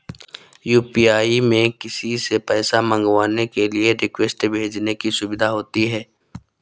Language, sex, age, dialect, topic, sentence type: Hindi, male, 51-55, Awadhi Bundeli, banking, statement